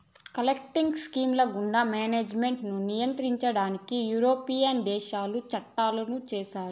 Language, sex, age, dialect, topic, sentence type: Telugu, female, 18-24, Southern, banking, statement